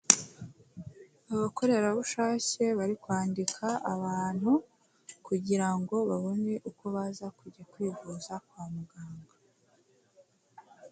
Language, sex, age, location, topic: Kinyarwanda, female, 18-24, Kigali, health